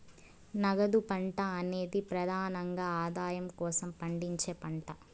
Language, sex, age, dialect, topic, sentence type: Telugu, female, 18-24, Southern, agriculture, statement